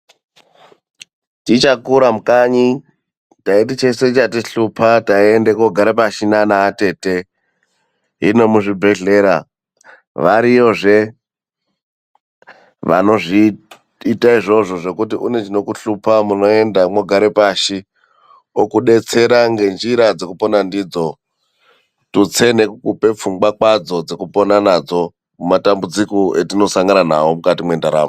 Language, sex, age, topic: Ndau, male, 25-35, health